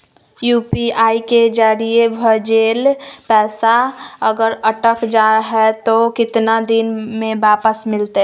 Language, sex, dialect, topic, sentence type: Magahi, female, Southern, banking, question